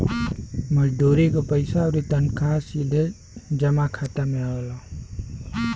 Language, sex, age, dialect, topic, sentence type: Bhojpuri, male, 18-24, Western, banking, statement